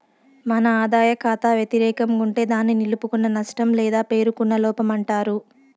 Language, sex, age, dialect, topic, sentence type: Telugu, female, 46-50, Southern, banking, statement